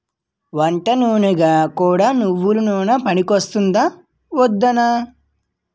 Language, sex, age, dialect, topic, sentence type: Telugu, male, 18-24, Utterandhra, agriculture, statement